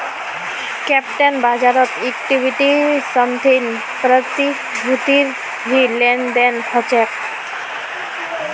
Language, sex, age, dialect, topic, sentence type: Magahi, female, 18-24, Northeastern/Surjapuri, banking, statement